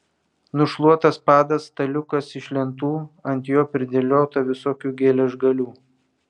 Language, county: Lithuanian, Vilnius